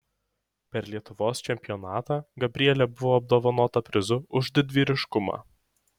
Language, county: Lithuanian, Šiauliai